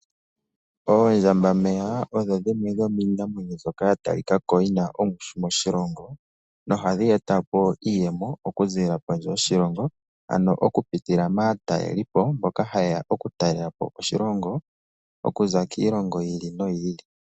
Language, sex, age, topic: Oshiwambo, male, 18-24, agriculture